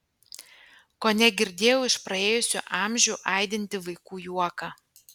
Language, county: Lithuanian, Panevėžys